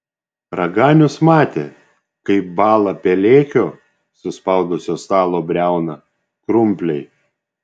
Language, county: Lithuanian, Šiauliai